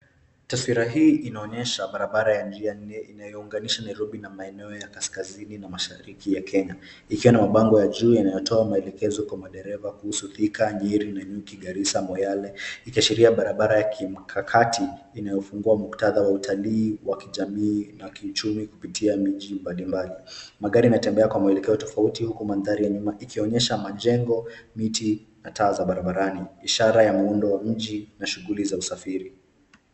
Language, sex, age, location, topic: Swahili, male, 18-24, Nairobi, government